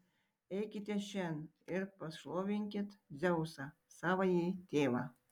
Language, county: Lithuanian, Tauragė